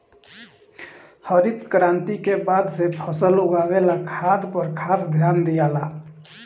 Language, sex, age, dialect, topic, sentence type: Bhojpuri, male, 31-35, Southern / Standard, agriculture, statement